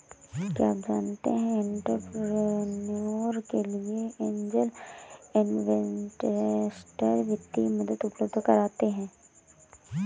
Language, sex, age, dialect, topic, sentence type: Hindi, female, 18-24, Awadhi Bundeli, banking, statement